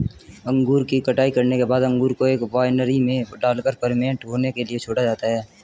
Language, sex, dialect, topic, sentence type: Hindi, male, Hindustani Malvi Khadi Boli, agriculture, statement